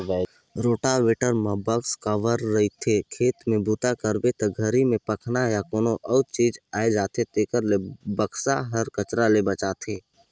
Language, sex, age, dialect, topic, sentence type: Chhattisgarhi, male, 18-24, Northern/Bhandar, agriculture, statement